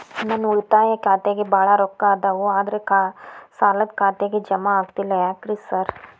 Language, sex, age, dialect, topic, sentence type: Kannada, female, 18-24, Dharwad Kannada, banking, question